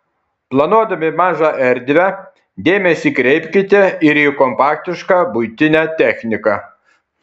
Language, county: Lithuanian, Kaunas